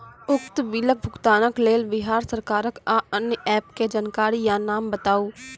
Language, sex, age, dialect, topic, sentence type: Maithili, female, 18-24, Angika, banking, question